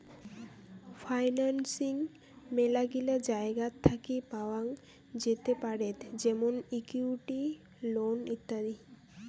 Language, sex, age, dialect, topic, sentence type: Bengali, female, 18-24, Rajbangshi, banking, statement